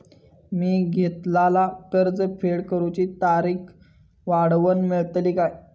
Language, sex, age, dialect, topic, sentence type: Marathi, male, 25-30, Southern Konkan, banking, question